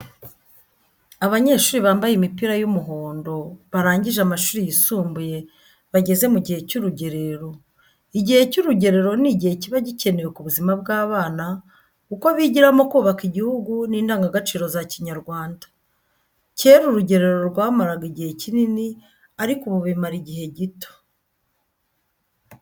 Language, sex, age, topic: Kinyarwanda, female, 50+, education